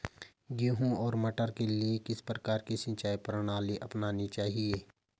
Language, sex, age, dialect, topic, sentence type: Hindi, male, 25-30, Garhwali, agriculture, question